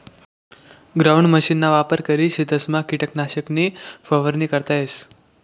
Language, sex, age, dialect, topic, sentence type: Marathi, male, 18-24, Northern Konkan, agriculture, statement